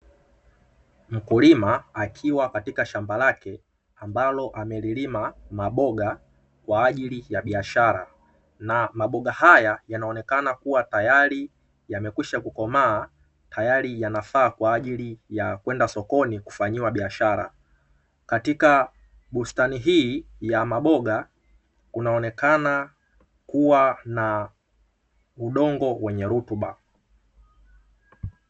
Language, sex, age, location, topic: Swahili, male, 18-24, Dar es Salaam, agriculture